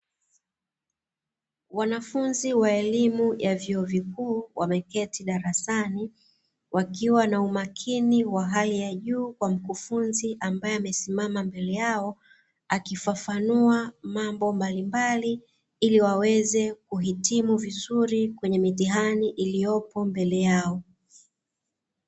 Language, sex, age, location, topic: Swahili, female, 36-49, Dar es Salaam, education